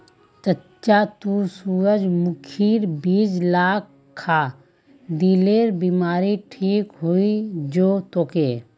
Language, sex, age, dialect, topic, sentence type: Magahi, female, 18-24, Northeastern/Surjapuri, agriculture, statement